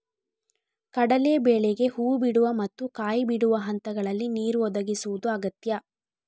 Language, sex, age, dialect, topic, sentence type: Kannada, female, 36-40, Coastal/Dakshin, agriculture, statement